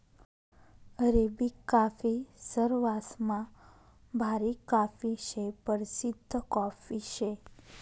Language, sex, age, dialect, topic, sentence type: Marathi, female, 25-30, Northern Konkan, agriculture, statement